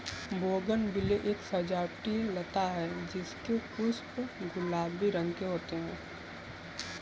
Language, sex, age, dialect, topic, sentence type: Hindi, male, 18-24, Kanauji Braj Bhasha, agriculture, statement